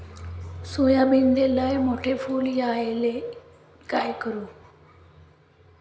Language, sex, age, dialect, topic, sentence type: Marathi, female, 18-24, Varhadi, agriculture, question